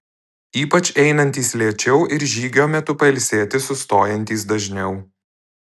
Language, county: Lithuanian, Alytus